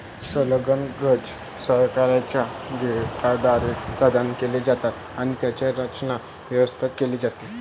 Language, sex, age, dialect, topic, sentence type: Marathi, male, 18-24, Varhadi, banking, statement